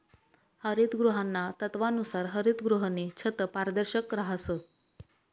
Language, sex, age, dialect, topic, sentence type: Marathi, female, 25-30, Northern Konkan, agriculture, statement